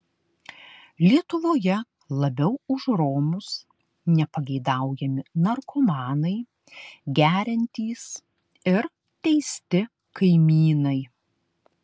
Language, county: Lithuanian, Klaipėda